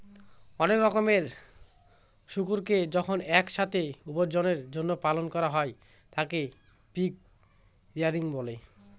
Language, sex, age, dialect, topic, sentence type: Bengali, male, <18, Northern/Varendri, agriculture, statement